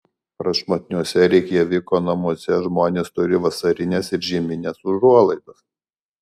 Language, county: Lithuanian, Alytus